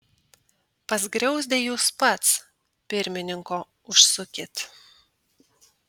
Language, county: Lithuanian, Tauragė